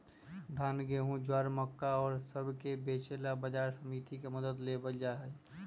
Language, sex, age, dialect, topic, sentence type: Magahi, male, 25-30, Western, agriculture, statement